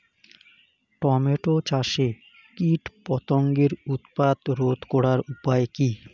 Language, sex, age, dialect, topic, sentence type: Bengali, male, 25-30, Rajbangshi, agriculture, question